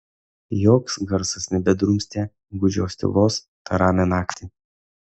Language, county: Lithuanian, Kaunas